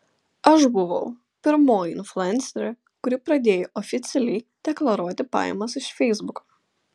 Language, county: Lithuanian, Klaipėda